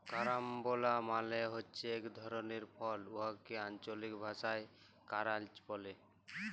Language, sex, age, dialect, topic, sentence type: Bengali, male, 18-24, Jharkhandi, agriculture, statement